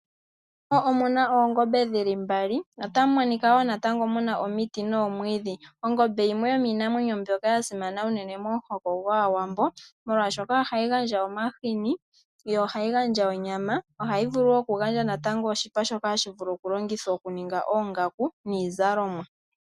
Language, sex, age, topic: Oshiwambo, female, 18-24, agriculture